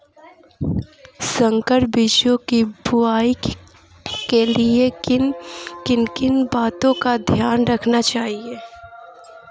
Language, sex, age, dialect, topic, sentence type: Hindi, female, 18-24, Marwari Dhudhari, agriculture, question